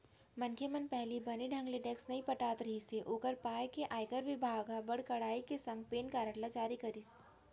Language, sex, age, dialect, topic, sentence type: Chhattisgarhi, female, 31-35, Central, banking, statement